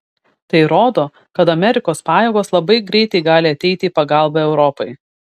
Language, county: Lithuanian, Šiauliai